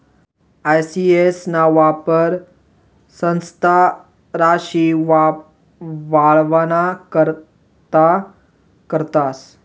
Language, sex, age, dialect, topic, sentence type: Marathi, male, 18-24, Northern Konkan, banking, statement